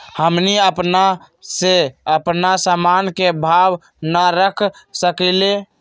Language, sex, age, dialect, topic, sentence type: Magahi, male, 18-24, Western, agriculture, question